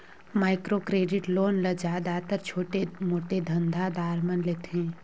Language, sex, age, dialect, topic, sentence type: Chhattisgarhi, female, 25-30, Northern/Bhandar, banking, statement